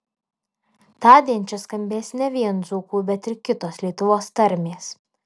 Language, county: Lithuanian, Alytus